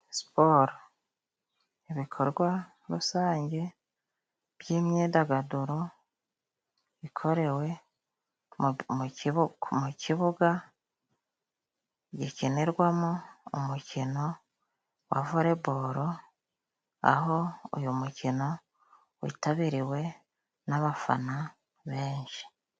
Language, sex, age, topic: Kinyarwanda, female, 36-49, government